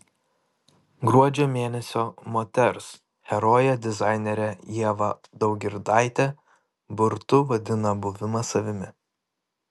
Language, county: Lithuanian, Panevėžys